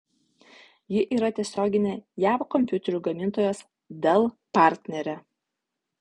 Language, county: Lithuanian, Utena